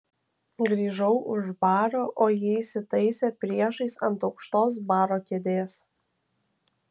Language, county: Lithuanian, Kaunas